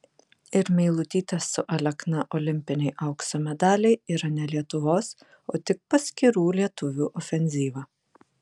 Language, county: Lithuanian, Vilnius